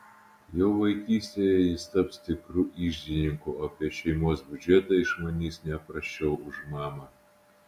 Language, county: Lithuanian, Utena